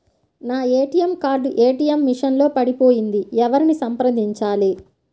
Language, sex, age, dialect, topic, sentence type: Telugu, female, 18-24, Central/Coastal, banking, question